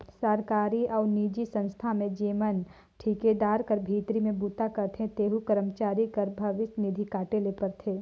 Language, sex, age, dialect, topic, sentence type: Chhattisgarhi, female, 18-24, Northern/Bhandar, banking, statement